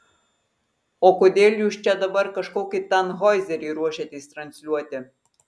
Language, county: Lithuanian, Marijampolė